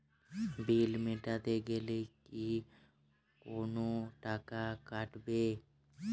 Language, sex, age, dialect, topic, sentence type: Bengali, male, 18-24, Jharkhandi, banking, question